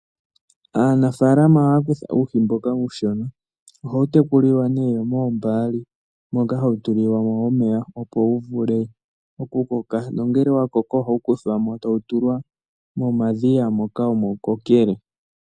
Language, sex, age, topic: Oshiwambo, male, 18-24, agriculture